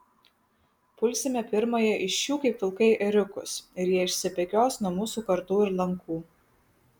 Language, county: Lithuanian, Kaunas